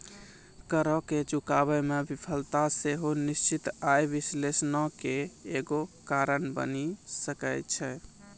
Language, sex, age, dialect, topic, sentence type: Maithili, male, 25-30, Angika, banking, statement